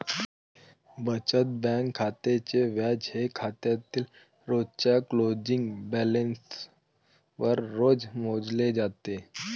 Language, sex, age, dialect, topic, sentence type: Marathi, male, 18-24, Varhadi, banking, statement